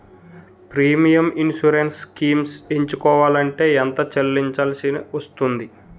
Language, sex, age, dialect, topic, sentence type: Telugu, male, 18-24, Utterandhra, banking, question